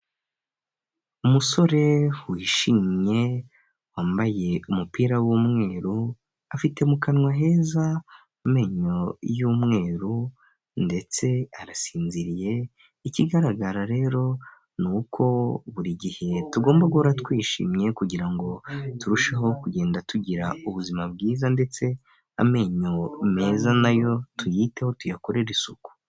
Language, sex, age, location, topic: Kinyarwanda, male, 18-24, Huye, health